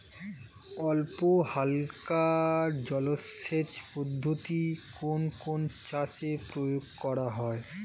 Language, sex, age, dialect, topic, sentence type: Bengali, male, 25-30, Standard Colloquial, agriculture, question